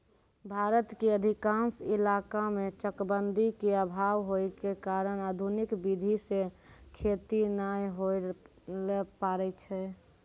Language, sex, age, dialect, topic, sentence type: Maithili, female, 25-30, Angika, agriculture, statement